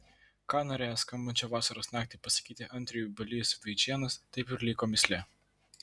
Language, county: Lithuanian, Vilnius